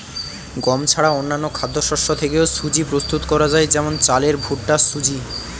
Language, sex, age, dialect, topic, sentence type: Bengali, male, 18-24, Standard Colloquial, agriculture, statement